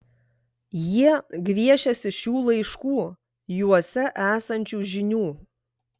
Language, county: Lithuanian, Klaipėda